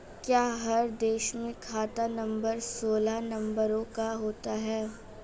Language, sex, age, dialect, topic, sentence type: Hindi, female, 18-24, Marwari Dhudhari, banking, statement